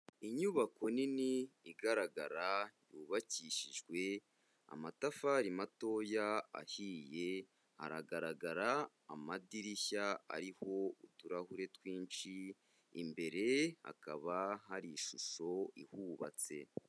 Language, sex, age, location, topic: Kinyarwanda, male, 25-35, Kigali, education